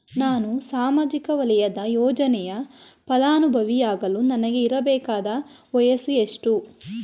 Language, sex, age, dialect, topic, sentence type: Kannada, female, 18-24, Mysore Kannada, banking, question